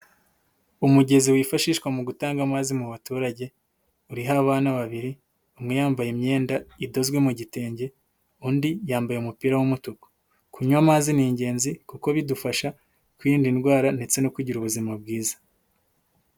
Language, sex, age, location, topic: Kinyarwanda, male, 18-24, Huye, health